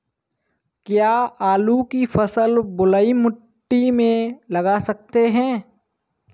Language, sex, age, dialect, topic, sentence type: Hindi, male, 18-24, Kanauji Braj Bhasha, agriculture, question